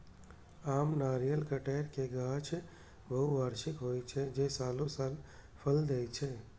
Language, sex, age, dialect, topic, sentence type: Maithili, male, 31-35, Eastern / Thethi, agriculture, statement